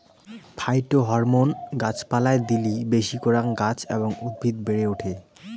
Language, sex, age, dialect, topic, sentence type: Bengali, male, 18-24, Rajbangshi, agriculture, statement